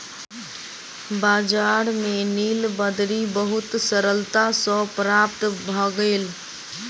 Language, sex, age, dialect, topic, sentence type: Maithili, female, 18-24, Southern/Standard, agriculture, statement